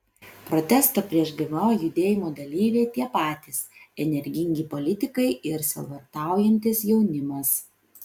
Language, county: Lithuanian, Vilnius